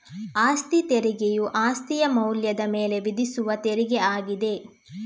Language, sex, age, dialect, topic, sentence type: Kannada, female, 18-24, Coastal/Dakshin, banking, statement